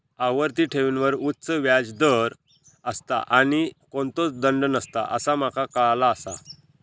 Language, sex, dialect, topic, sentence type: Marathi, male, Southern Konkan, banking, statement